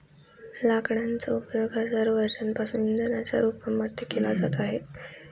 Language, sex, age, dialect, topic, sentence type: Marathi, female, 18-24, Northern Konkan, agriculture, statement